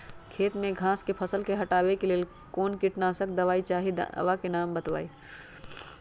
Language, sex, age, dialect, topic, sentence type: Magahi, female, 31-35, Western, agriculture, question